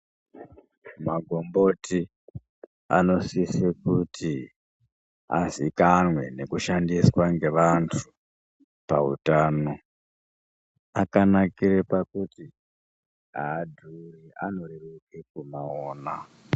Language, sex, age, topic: Ndau, female, 36-49, health